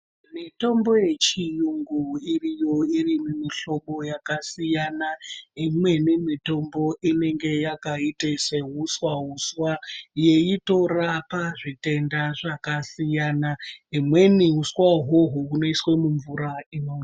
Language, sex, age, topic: Ndau, female, 36-49, health